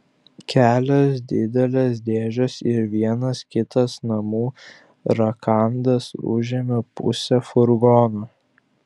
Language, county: Lithuanian, Klaipėda